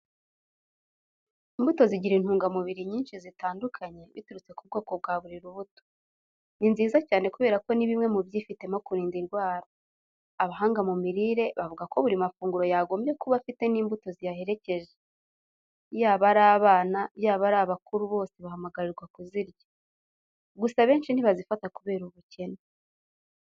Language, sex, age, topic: Kinyarwanda, female, 18-24, education